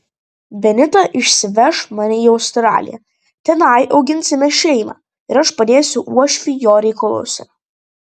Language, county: Lithuanian, Vilnius